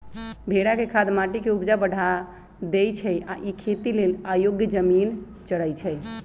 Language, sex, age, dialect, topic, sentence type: Magahi, male, 18-24, Western, agriculture, statement